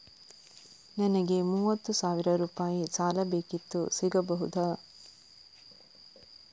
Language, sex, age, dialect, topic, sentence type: Kannada, female, 31-35, Coastal/Dakshin, banking, question